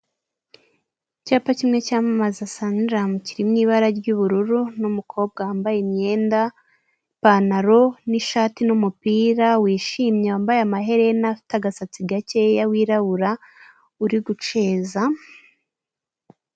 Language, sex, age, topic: Kinyarwanda, female, 18-24, finance